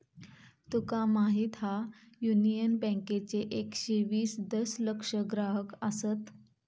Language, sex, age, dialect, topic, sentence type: Marathi, female, 25-30, Southern Konkan, banking, statement